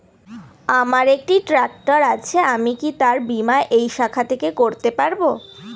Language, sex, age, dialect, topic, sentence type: Bengali, female, 18-24, Northern/Varendri, banking, question